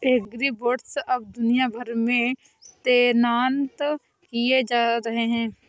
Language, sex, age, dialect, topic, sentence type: Hindi, female, 56-60, Awadhi Bundeli, agriculture, statement